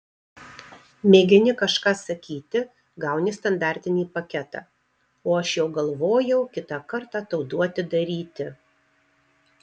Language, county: Lithuanian, Marijampolė